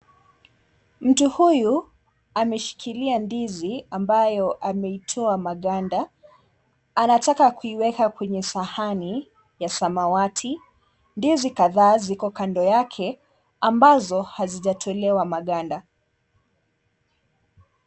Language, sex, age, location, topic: Swahili, female, 18-24, Mombasa, agriculture